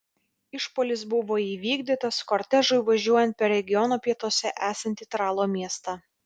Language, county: Lithuanian, Vilnius